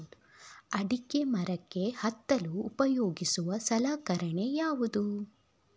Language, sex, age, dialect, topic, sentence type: Kannada, female, 36-40, Coastal/Dakshin, agriculture, question